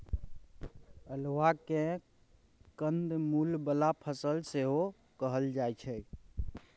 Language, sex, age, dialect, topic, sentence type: Maithili, male, 18-24, Bajjika, agriculture, statement